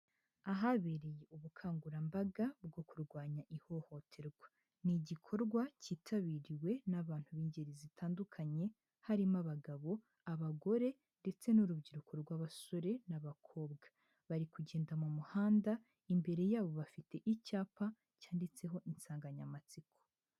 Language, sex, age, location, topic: Kinyarwanda, female, 18-24, Huye, health